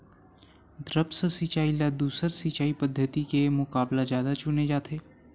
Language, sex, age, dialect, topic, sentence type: Chhattisgarhi, male, 18-24, Western/Budati/Khatahi, agriculture, statement